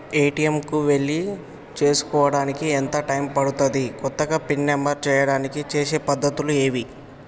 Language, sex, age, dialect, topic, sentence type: Telugu, male, 18-24, Telangana, banking, question